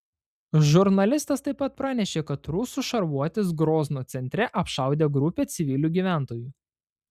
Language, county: Lithuanian, Panevėžys